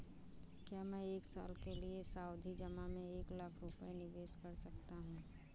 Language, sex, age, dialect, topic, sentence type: Hindi, female, 25-30, Awadhi Bundeli, banking, question